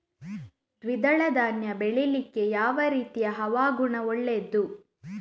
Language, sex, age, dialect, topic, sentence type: Kannada, female, 18-24, Coastal/Dakshin, agriculture, question